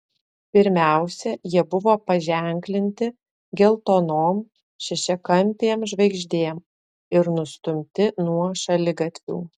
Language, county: Lithuanian, Alytus